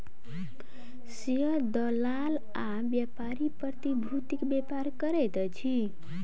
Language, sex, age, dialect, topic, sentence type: Maithili, female, 18-24, Southern/Standard, banking, statement